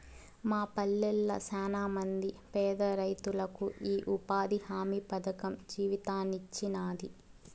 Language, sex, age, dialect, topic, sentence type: Telugu, female, 18-24, Southern, banking, statement